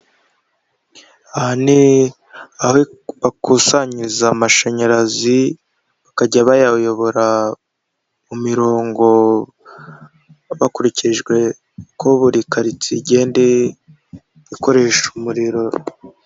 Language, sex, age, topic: Kinyarwanda, female, 25-35, government